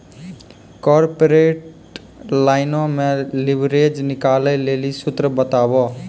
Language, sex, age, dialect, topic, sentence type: Maithili, male, 18-24, Angika, banking, statement